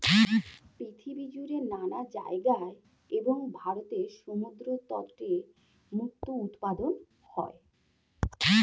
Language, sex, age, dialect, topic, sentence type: Bengali, female, 41-45, Standard Colloquial, agriculture, statement